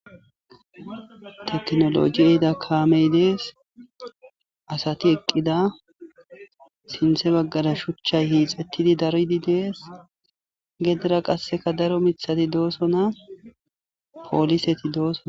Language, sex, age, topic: Gamo, male, 18-24, agriculture